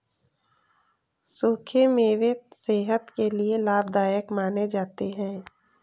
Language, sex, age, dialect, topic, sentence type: Hindi, female, 18-24, Kanauji Braj Bhasha, agriculture, statement